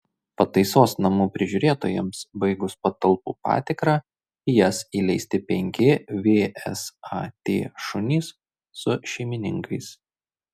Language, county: Lithuanian, Šiauliai